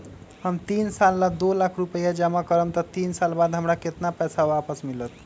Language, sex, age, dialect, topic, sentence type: Magahi, male, 25-30, Western, banking, question